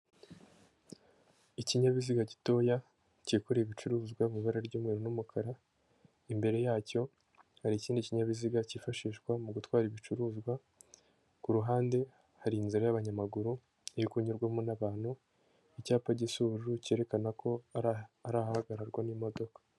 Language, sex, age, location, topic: Kinyarwanda, female, 25-35, Kigali, government